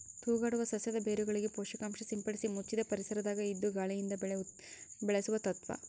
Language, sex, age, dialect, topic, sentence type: Kannada, female, 18-24, Central, agriculture, statement